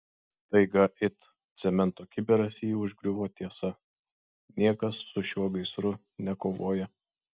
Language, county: Lithuanian, Šiauliai